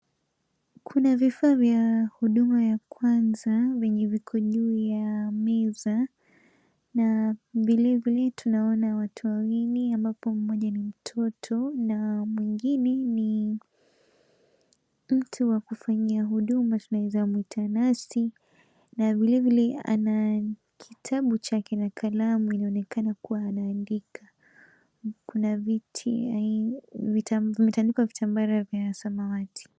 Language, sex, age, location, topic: Swahili, female, 18-24, Mombasa, health